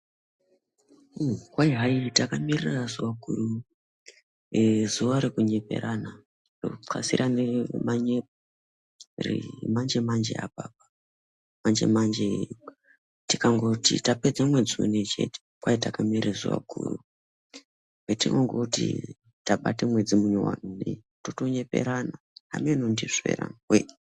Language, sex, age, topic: Ndau, male, 18-24, health